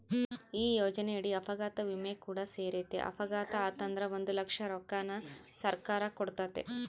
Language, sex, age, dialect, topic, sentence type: Kannada, female, 25-30, Central, banking, statement